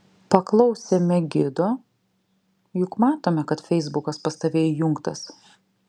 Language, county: Lithuanian, Vilnius